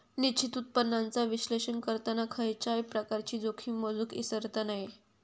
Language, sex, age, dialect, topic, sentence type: Marathi, female, 51-55, Southern Konkan, banking, statement